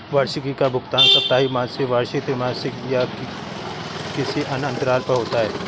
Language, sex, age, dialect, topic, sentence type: Hindi, male, 31-35, Awadhi Bundeli, banking, statement